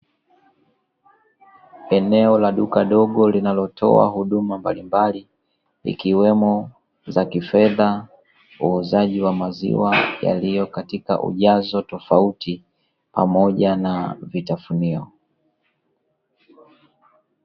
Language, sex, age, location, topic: Swahili, male, 25-35, Dar es Salaam, finance